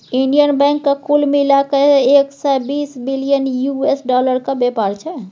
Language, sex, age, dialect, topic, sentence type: Maithili, female, 18-24, Bajjika, banking, statement